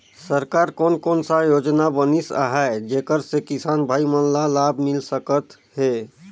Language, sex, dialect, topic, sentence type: Chhattisgarhi, male, Northern/Bhandar, agriculture, question